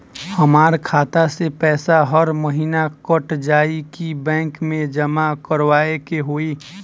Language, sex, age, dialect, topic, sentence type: Bhojpuri, male, 18-24, Southern / Standard, banking, question